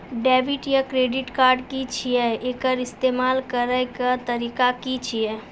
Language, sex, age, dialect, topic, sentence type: Maithili, female, 46-50, Angika, banking, question